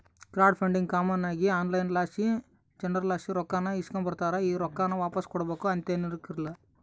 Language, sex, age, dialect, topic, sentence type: Kannada, male, 18-24, Central, banking, statement